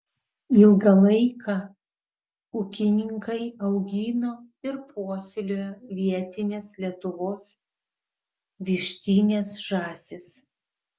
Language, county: Lithuanian, Vilnius